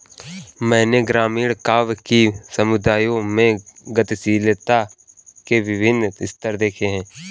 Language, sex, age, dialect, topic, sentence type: Hindi, male, 18-24, Kanauji Braj Bhasha, agriculture, statement